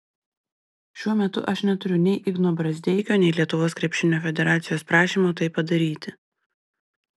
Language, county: Lithuanian, Panevėžys